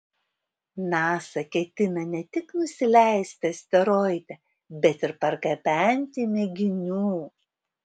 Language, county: Lithuanian, Vilnius